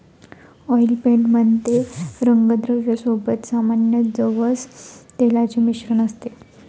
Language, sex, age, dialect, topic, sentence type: Marathi, female, 25-30, Standard Marathi, agriculture, statement